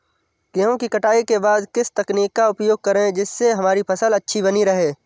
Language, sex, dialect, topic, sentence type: Hindi, male, Awadhi Bundeli, agriculture, question